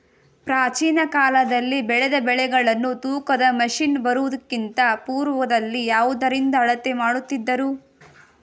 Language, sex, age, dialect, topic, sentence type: Kannada, female, 18-24, Mysore Kannada, agriculture, question